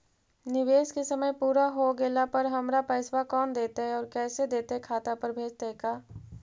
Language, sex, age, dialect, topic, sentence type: Magahi, female, 51-55, Central/Standard, banking, question